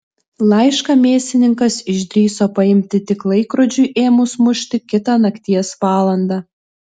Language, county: Lithuanian, Telšiai